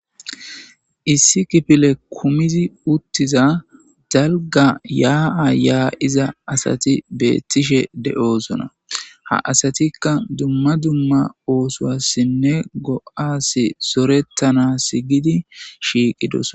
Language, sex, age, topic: Gamo, male, 25-35, government